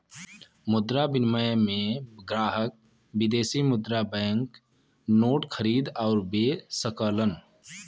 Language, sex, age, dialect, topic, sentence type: Bhojpuri, male, 25-30, Western, banking, statement